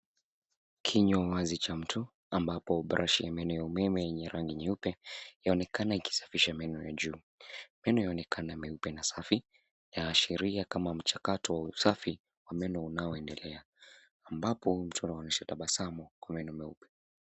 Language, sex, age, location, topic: Swahili, male, 18-24, Nairobi, health